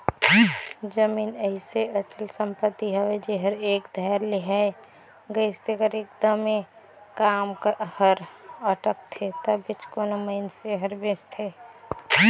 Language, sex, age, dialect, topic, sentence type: Chhattisgarhi, female, 25-30, Northern/Bhandar, banking, statement